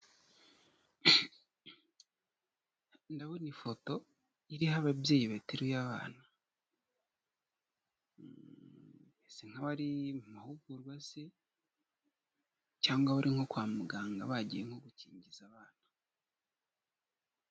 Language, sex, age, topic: Kinyarwanda, male, 25-35, health